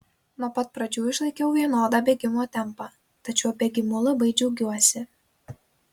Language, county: Lithuanian, Kaunas